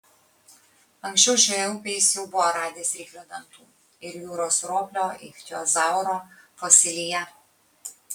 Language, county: Lithuanian, Kaunas